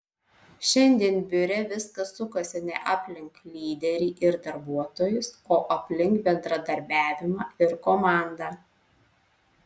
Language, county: Lithuanian, Alytus